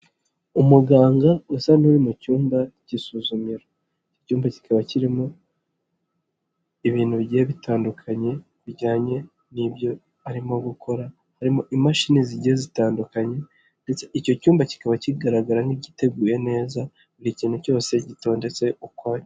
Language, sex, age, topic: Kinyarwanda, male, 25-35, agriculture